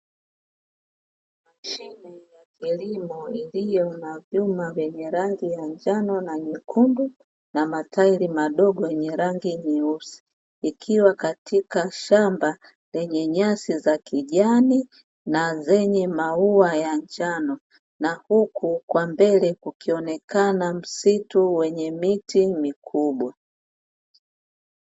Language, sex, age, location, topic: Swahili, female, 36-49, Dar es Salaam, agriculture